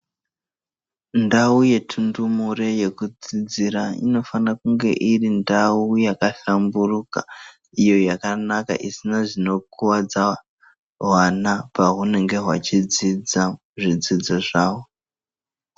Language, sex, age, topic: Ndau, male, 25-35, education